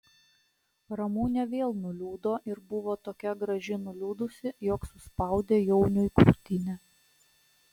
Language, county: Lithuanian, Klaipėda